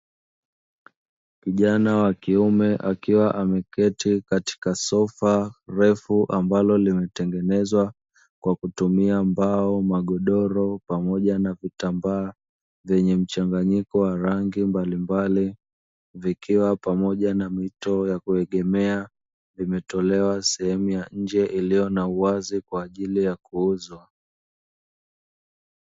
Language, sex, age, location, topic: Swahili, male, 25-35, Dar es Salaam, finance